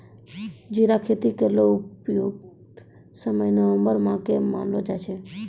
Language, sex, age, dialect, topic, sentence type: Maithili, female, 36-40, Angika, agriculture, statement